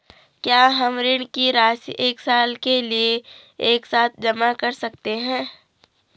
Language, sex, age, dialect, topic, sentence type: Hindi, female, 18-24, Garhwali, banking, question